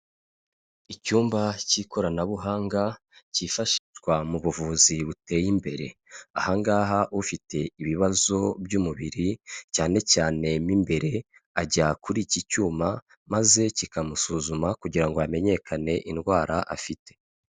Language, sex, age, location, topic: Kinyarwanda, male, 25-35, Kigali, health